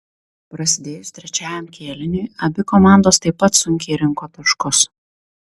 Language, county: Lithuanian, Tauragė